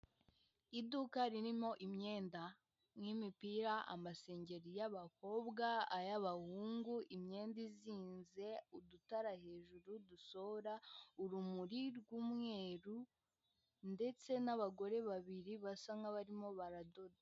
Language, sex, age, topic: Kinyarwanda, female, 18-24, finance